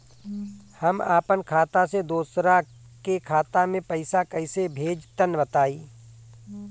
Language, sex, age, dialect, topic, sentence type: Bhojpuri, male, 41-45, Northern, banking, question